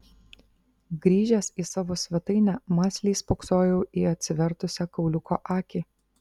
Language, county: Lithuanian, Vilnius